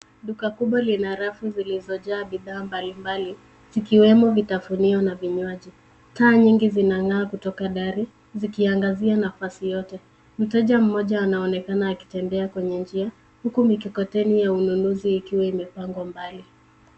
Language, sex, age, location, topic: Swahili, female, 25-35, Nairobi, finance